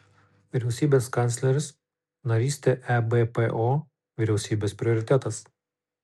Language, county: Lithuanian, Kaunas